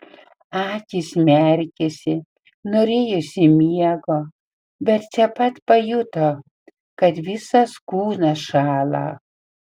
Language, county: Lithuanian, Panevėžys